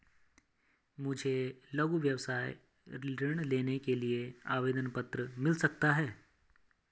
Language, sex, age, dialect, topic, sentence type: Hindi, male, 25-30, Garhwali, banking, question